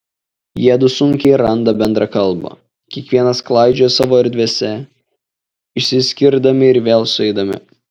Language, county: Lithuanian, Šiauliai